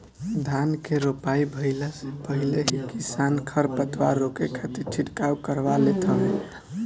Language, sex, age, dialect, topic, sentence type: Bhojpuri, male, <18, Northern, agriculture, statement